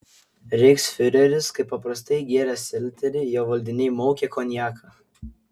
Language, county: Lithuanian, Kaunas